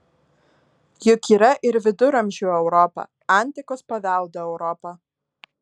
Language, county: Lithuanian, Alytus